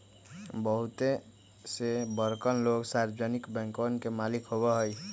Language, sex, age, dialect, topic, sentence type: Magahi, male, 25-30, Western, banking, statement